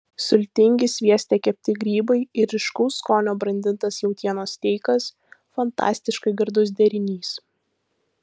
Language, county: Lithuanian, Vilnius